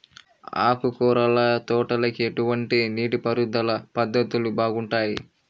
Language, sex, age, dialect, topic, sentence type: Telugu, male, 18-24, Central/Coastal, agriculture, question